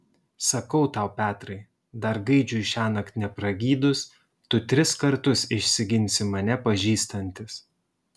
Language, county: Lithuanian, Šiauliai